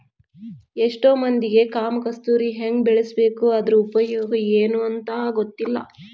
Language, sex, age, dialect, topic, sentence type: Kannada, female, 25-30, Dharwad Kannada, agriculture, statement